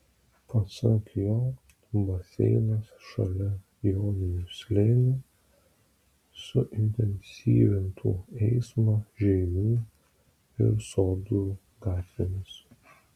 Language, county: Lithuanian, Vilnius